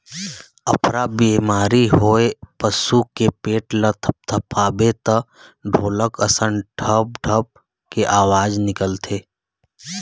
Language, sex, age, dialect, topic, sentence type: Chhattisgarhi, male, 31-35, Eastern, agriculture, statement